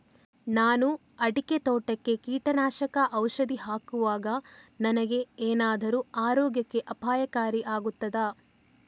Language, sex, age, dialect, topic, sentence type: Kannada, female, 36-40, Coastal/Dakshin, agriculture, question